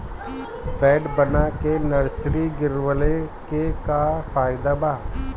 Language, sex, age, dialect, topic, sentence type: Bhojpuri, male, 60-100, Northern, agriculture, question